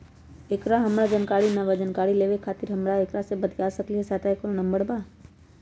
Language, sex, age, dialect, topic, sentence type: Magahi, female, 31-35, Western, banking, question